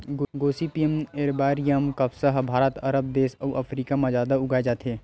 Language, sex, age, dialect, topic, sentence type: Chhattisgarhi, male, 18-24, Western/Budati/Khatahi, agriculture, statement